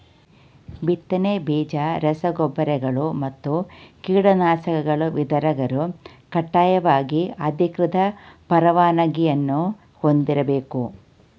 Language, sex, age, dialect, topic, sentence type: Kannada, female, 46-50, Mysore Kannada, agriculture, statement